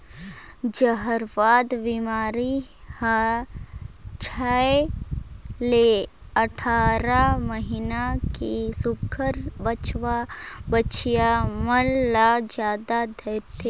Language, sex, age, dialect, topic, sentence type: Chhattisgarhi, female, 31-35, Northern/Bhandar, agriculture, statement